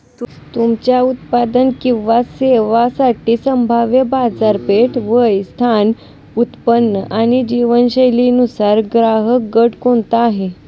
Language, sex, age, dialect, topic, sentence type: Marathi, female, 18-24, Standard Marathi, banking, statement